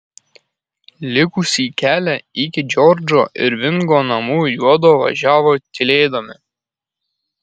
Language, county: Lithuanian, Kaunas